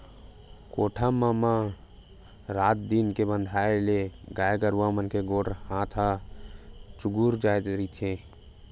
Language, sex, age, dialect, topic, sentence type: Chhattisgarhi, male, 25-30, Western/Budati/Khatahi, agriculture, statement